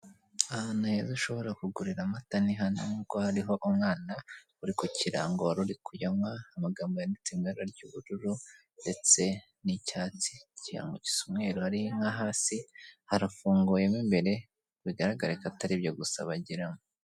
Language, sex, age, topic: Kinyarwanda, male, 18-24, finance